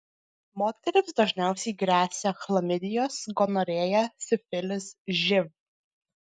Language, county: Lithuanian, Klaipėda